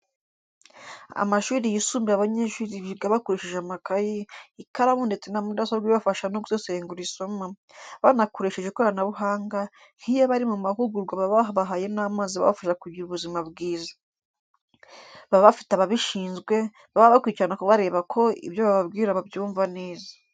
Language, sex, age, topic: Kinyarwanda, female, 25-35, education